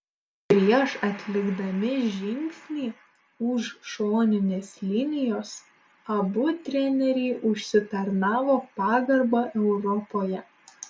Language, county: Lithuanian, Šiauliai